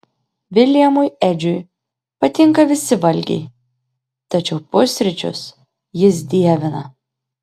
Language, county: Lithuanian, Klaipėda